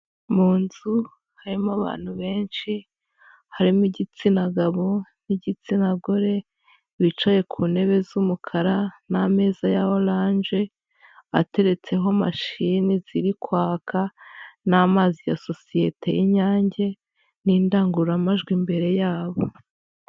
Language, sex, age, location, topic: Kinyarwanda, female, 18-24, Huye, government